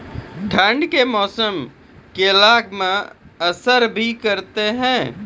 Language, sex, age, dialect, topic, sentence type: Maithili, male, 18-24, Angika, agriculture, question